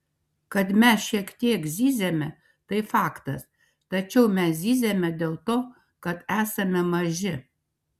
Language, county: Lithuanian, Šiauliai